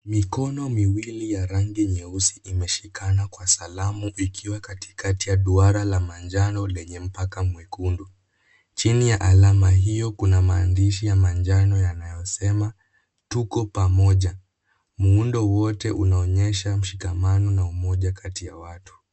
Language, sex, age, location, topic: Swahili, male, 18-24, Kisumu, government